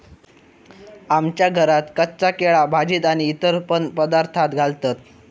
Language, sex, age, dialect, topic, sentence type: Marathi, male, 18-24, Southern Konkan, agriculture, statement